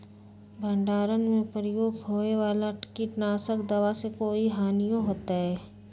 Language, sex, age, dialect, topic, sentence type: Magahi, female, 18-24, Western, agriculture, question